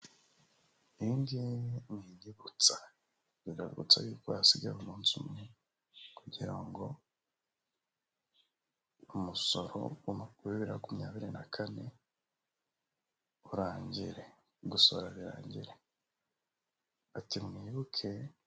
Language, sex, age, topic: Kinyarwanda, male, 18-24, government